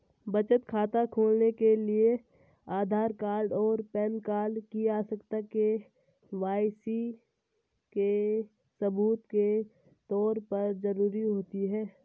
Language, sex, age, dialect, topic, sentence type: Hindi, male, 18-24, Marwari Dhudhari, banking, statement